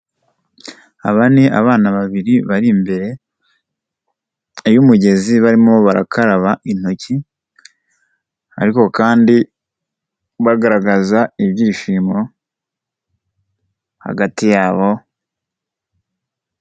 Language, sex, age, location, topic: Kinyarwanda, male, 18-24, Kigali, health